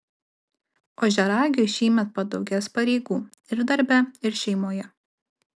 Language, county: Lithuanian, Alytus